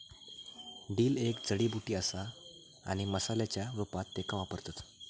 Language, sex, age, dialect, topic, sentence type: Marathi, male, 18-24, Southern Konkan, agriculture, statement